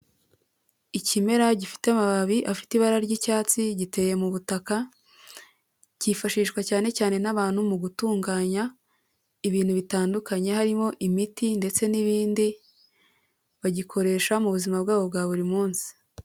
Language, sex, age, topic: Kinyarwanda, female, 25-35, health